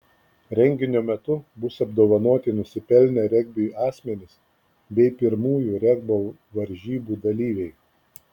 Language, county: Lithuanian, Klaipėda